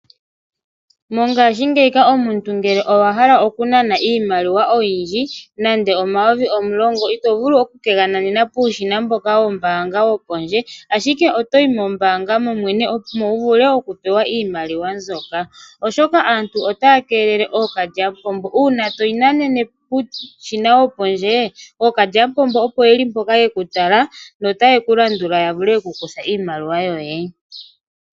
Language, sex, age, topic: Oshiwambo, female, 25-35, finance